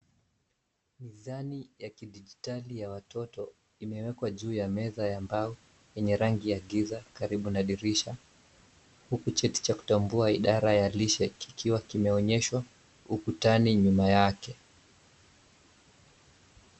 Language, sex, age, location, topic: Swahili, male, 25-35, Nairobi, health